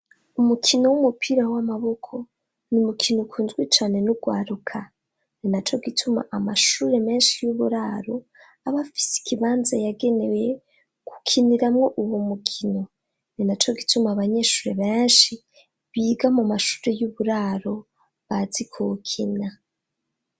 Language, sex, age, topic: Rundi, female, 25-35, education